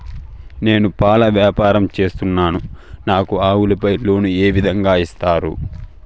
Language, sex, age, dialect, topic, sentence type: Telugu, male, 18-24, Southern, banking, question